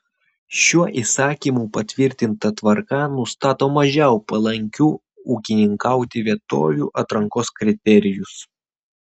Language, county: Lithuanian, Vilnius